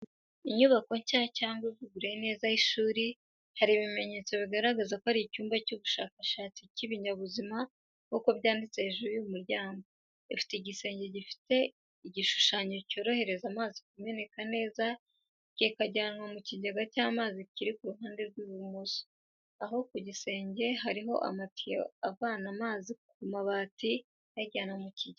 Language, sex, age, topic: Kinyarwanda, female, 18-24, education